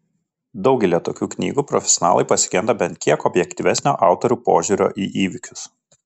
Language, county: Lithuanian, Kaunas